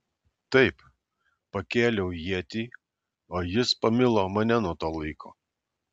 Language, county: Lithuanian, Alytus